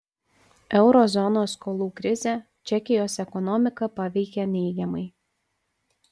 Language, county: Lithuanian, Panevėžys